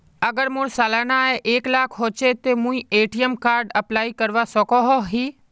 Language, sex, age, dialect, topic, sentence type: Magahi, male, 18-24, Northeastern/Surjapuri, banking, question